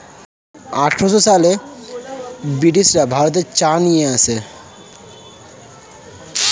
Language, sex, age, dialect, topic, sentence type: Bengali, male, 18-24, Standard Colloquial, agriculture, statement